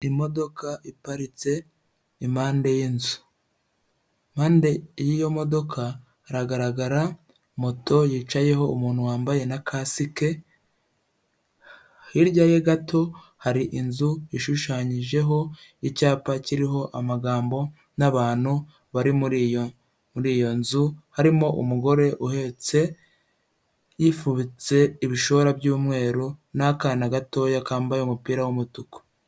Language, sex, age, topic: Kinyarwanda, male, 25-35, health